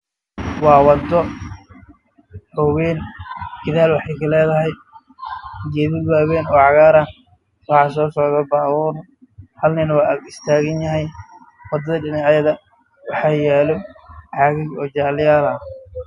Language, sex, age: Somali, male, 18-24